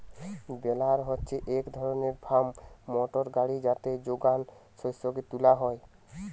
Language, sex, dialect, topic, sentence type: Bengali, male, Western, agriculture, statement